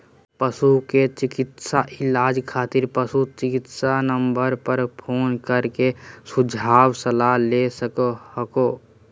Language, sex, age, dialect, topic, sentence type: Magahi, male, 18-24, Southern, agriculture, statement